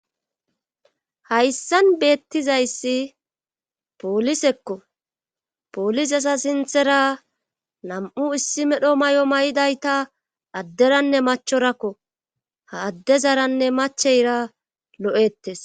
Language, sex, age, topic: Gamo, female, 25-35, government